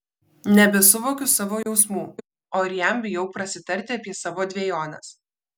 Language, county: Lithuanian, Vilnius